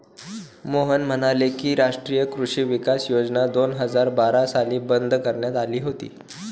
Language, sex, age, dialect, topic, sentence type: Marathi, male, 18-24, Standard Marathi, agriculture, statement